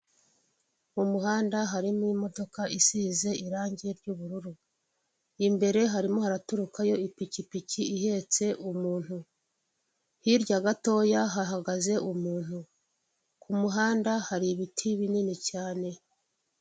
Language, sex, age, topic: Kinyarwanda, female, 36-49, government